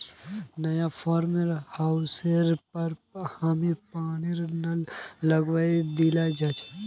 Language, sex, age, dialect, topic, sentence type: Magahi, male, 18-24, Northeastern/Surjapuri, agriculture, statement